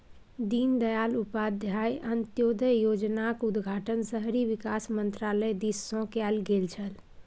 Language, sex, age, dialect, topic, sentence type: Maithili, female, 18-24, Bajjika, banking, statement